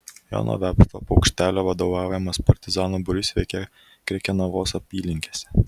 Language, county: Lithuanian, Kaunas